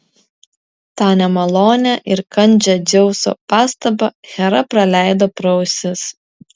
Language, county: Lithuanian, Vilnius